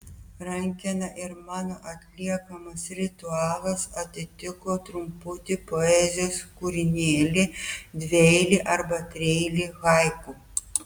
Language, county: Lithuanian, Telšiai